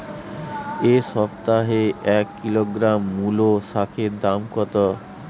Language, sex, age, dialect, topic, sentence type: Bengali, male, 31-35, Western, agriculture, question